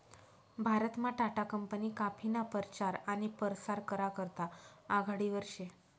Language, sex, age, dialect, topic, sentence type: Marathi, female, 25-30, Northern Konkan, agriculture, statement